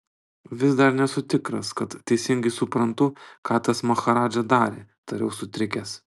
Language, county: Lithuanian, Panevėžys